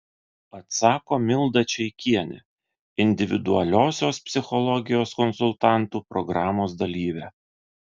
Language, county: Lithuanian, Vilnius